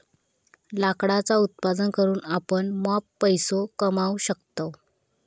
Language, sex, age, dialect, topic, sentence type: Marathi, female, 25-30, Southern Konkan, agriculture, statement